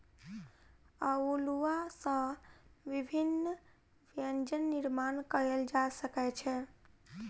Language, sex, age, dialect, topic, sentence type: Maithili, female, 18-24, Southern/Standard, agriculture, statement